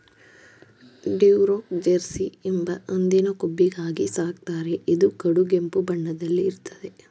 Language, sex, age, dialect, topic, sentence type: Kannada, female, 18-24, Mysore Kannada, agriculture, statement